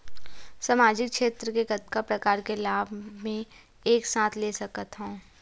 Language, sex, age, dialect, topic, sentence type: Chhattisgarhi, female, 51-55, Western/Budati/Khatahi, banking, question